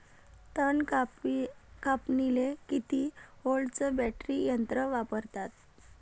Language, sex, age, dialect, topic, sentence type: Marathi, female, 31-35, Varhadi, agriculture, question